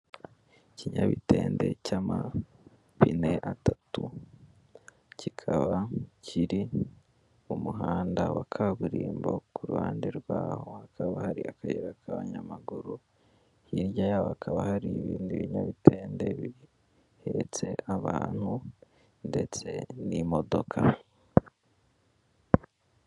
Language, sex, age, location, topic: Kinyarwanda, male, 18-24, Kigali, government